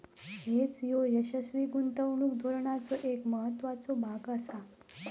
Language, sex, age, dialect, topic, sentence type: Marathi, female, 18-24, Southern Konkan, banking, statement